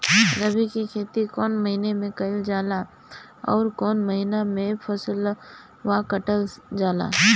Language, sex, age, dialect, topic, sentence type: Bhojpuri, female, 18-24, Northern, agriculture, question